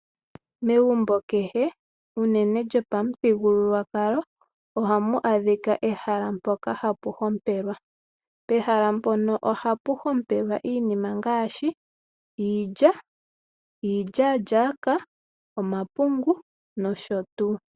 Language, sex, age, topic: Oshiwambo, female, 18-24, agriculture